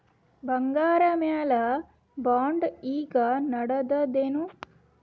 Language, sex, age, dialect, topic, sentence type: Kannada, female, 18-24, Northeastern, banking, question